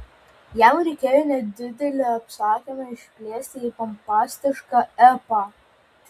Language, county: Lithuanian, Klaipėda